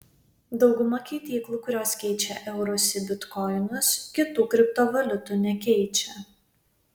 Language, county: Lithuanian, Vilnius